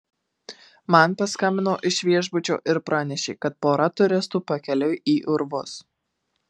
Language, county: Lithuanian, Marijampolė